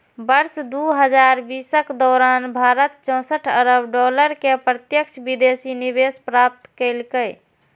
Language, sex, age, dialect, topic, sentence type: Maithili, female, 25-30, Eastern / Thethi, banking, statement